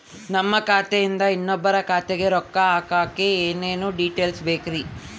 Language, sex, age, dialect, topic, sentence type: Kannada, male, 18-24, Central, banking, question